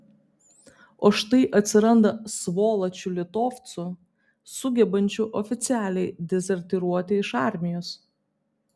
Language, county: Lithuanian, Vilnius